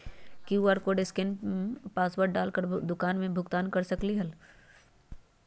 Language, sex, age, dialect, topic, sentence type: Magahi, female, 18-24, Western, banking, question